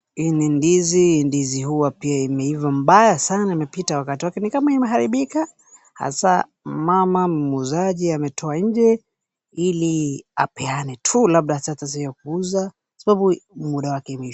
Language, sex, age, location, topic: Swahili, male, 18-24, Wajir, agriculture